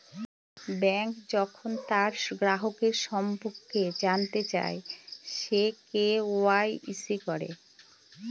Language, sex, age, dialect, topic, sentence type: Bengali, female, 46-50, Northern/Varendri, banking, statement